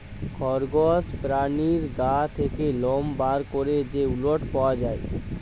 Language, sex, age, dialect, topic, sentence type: Bengali, male, 18-24, Jharkhandi, agriculture, statement